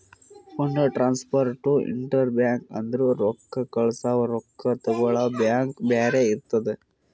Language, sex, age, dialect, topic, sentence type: Kannada, male, 25-30, Northeastern, banking, statement